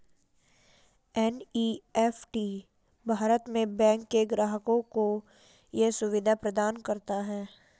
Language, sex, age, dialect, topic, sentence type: Hindi, female, 56-60, Marwari Dhudhari, banking, statement